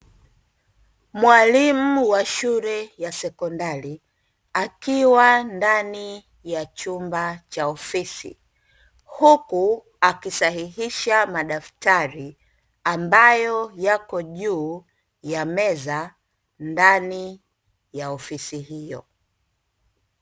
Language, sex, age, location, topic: Swahili, female, 25-35, Dar es Salaam, education